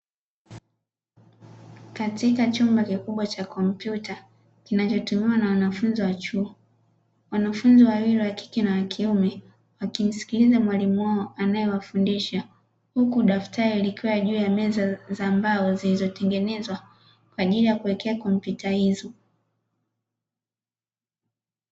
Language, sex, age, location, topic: Swahili, female, 25-35, Dar es Salaam, education